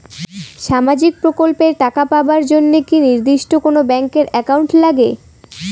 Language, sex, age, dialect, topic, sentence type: Bengali, female, 18-24, Rajbangshi, banking, question